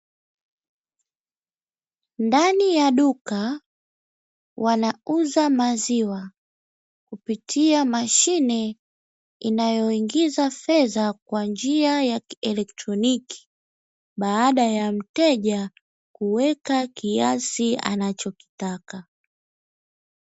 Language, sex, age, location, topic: Swahili, female, 18-24, Dar es Salaam, finance